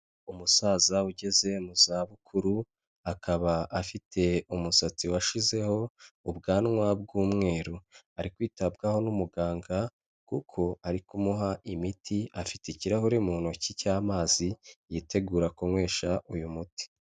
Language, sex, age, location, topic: Kinyarwanda, male, 25-35, Kigali, health